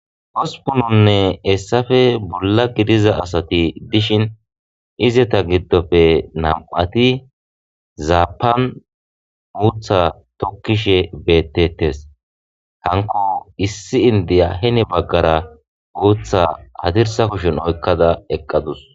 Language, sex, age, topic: Gamo, male, 25-35, agriculture